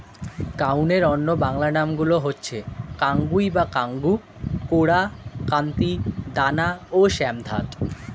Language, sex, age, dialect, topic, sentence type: Bengali, male, 18-24, Standard Colloquial, agriculture, statement